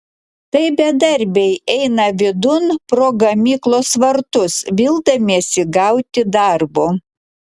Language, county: Lithuanian, Klaipėda